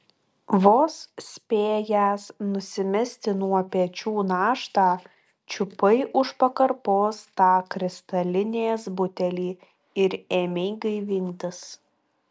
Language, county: Lithuanian, Klaipėda